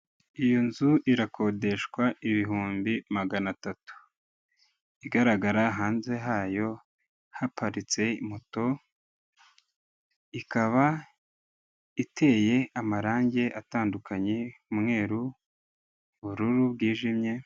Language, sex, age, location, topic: Kinyarwanda, male, 18-24, Kigali, finance